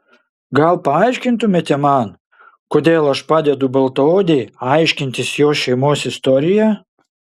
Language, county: Lithuanian, Šiauliai